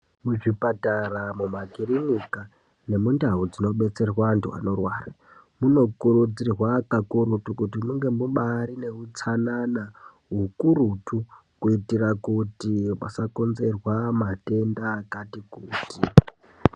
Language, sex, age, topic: Ndau, male, 18-24, health